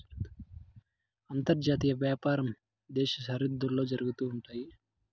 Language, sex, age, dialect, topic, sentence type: Telugu, male, 25-30, Southern, banking, statement